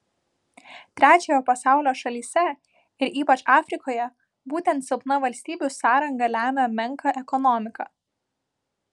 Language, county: Lithuanian, Vilnius